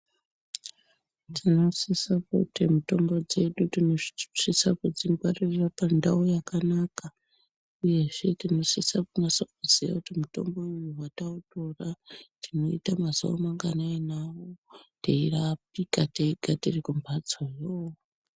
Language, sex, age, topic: Ndau, male, 50+, health